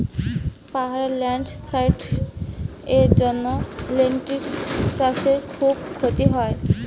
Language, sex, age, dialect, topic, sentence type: Bengali, female, 18-24, Rajbangshi, agriculture, question